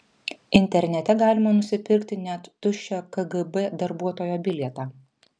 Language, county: Lithuanian, Vilnius